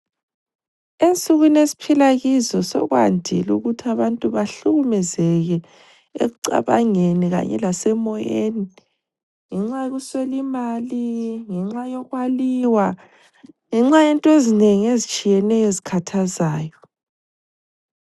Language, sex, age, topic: North Ndebele, female, 25-35, health